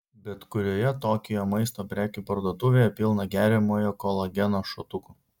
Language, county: Lithuanian, Vilnius